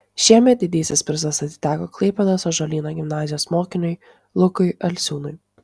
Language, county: Lithuanian, Tauragė